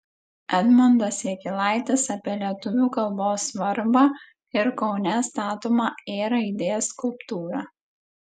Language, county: Lithuanian, Klaipėda